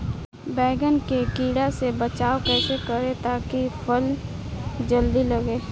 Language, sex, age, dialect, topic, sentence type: Bhojpuri, female, 18-24, Southern / Standard, agriculture, question